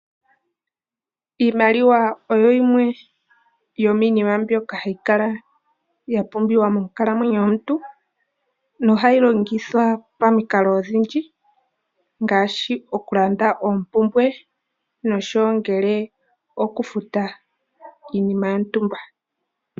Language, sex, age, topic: Oshiwambo, female, 18-24, finance